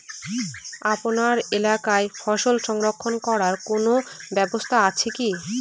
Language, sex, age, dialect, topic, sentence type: Bengali, female, 18-24, Northern/Varendri, agriculture, question